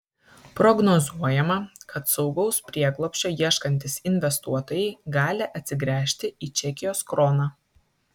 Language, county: Lithuanian, Kaunas